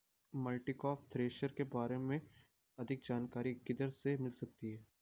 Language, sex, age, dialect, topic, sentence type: Hindi, male, 25-30, Garhwali, agriculture, question